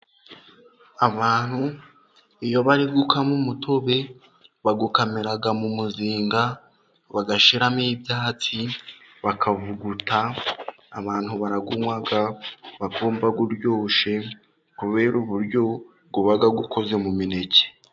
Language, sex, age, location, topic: Kinyarwanda, male, 18-24, Musanze, government